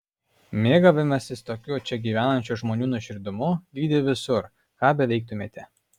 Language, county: Lithuanian, Alytus